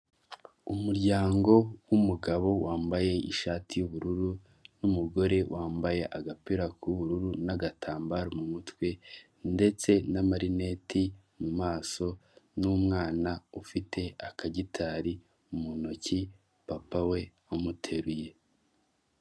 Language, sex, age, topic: Kinyarwanda, male, 18-24, finance